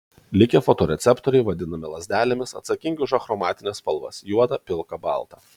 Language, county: Lithuanian, Kaunas